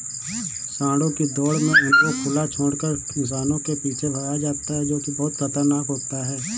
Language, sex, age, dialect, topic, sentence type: Hindi, male, 25-30, Awadhi Bundeli, agriculture, statement